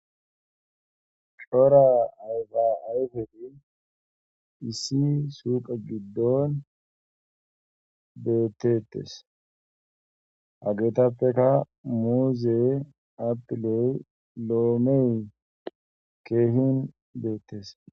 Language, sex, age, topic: Gamo, male, 18-24, agriculture